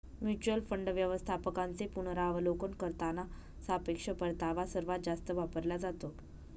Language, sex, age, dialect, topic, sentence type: Marathi, female, 18-24, Northern Konkan, banking, statement